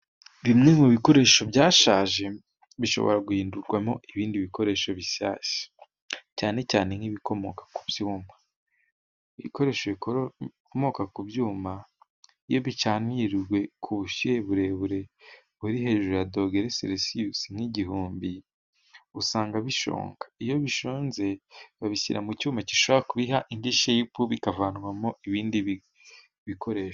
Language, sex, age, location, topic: Kinyarwanda, male, 18-24, Musanze, finance